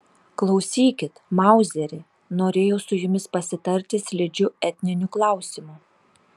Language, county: Lithuanian, Telšiai